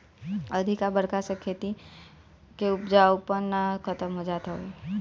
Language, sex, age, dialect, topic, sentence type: Bhojpuri, male, 18-24, Northern, agriculture, statement